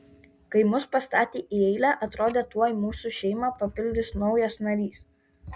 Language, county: Lithuanian, Kaunas